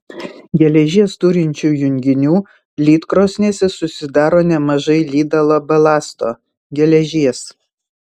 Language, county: Lithuanian, Vilnius